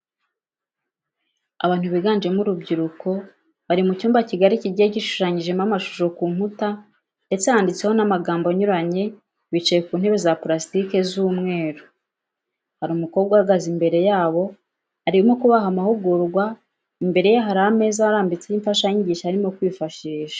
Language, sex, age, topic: Kinyarwanda, female, 36-49, education